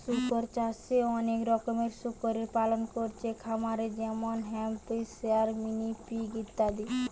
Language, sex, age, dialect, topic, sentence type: Bengali, female, 18-24, Western, agriculture, statement